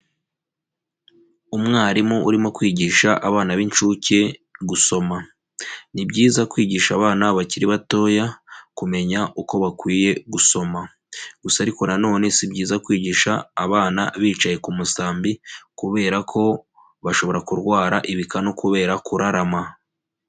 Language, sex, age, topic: Kinyarwanda, male, 25-35, education